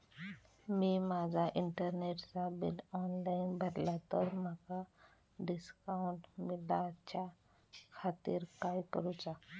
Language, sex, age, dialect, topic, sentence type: Marathi, male, 31-35, Southern Konkan, banking, question